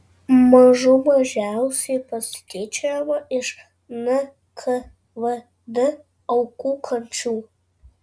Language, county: Lithuanian, Vilnius